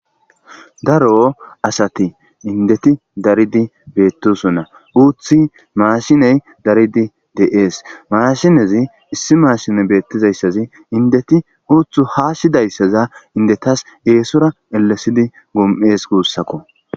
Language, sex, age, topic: Gamo, male, 25-35, agriculture